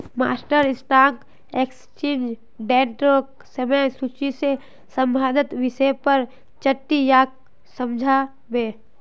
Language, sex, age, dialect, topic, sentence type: Magahi, female, 18-24, Northeastern/Surjapuri, banking, statement